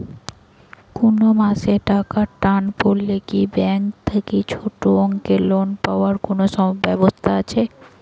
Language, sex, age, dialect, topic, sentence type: Bengali, female, 18-24, Rajbangshi, banking, question